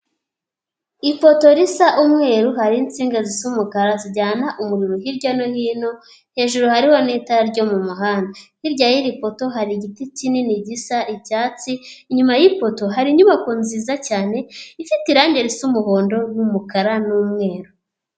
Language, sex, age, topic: Kinyarwanda, female, 18-24, government